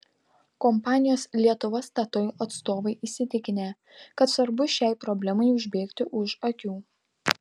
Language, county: Lithuanian, Tauragė